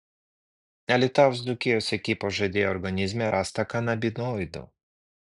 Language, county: Lithuanian, Vilnius